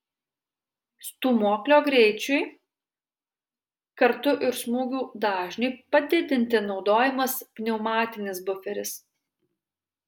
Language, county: Lithuanian, Alytus